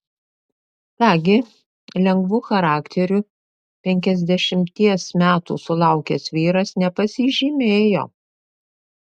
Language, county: Lithuanian, Panevėžys